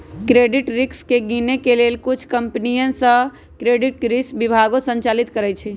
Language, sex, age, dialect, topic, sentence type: Magahi, female, 25-30, Western, banking, statement